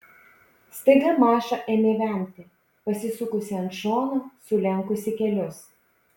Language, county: Lithuanian, Panevėžys